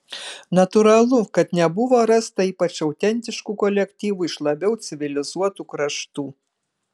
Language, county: Lithuanian, Kaunas